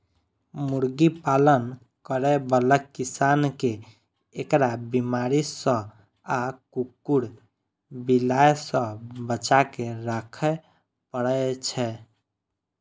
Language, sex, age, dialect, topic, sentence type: Maithili, female, 18-24, Eastern / Thethi, agriculture, statement